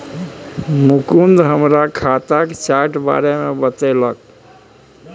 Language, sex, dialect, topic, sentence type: Maithili, male, Bajjika, banking, statement